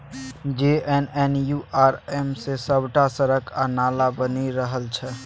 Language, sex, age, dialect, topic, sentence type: Maithili, male, 18-24, Bajjika, banking, statement